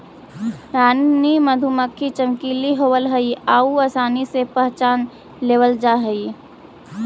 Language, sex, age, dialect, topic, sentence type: Magahi, female, 46-50, Central/Standard, agriculture, statement